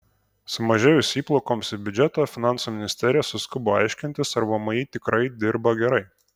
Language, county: Lithuanian, Kaunas